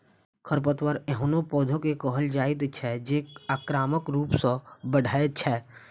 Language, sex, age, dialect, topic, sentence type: Maithili, male, 25-30, Eastern / Thethi, agriculture, statement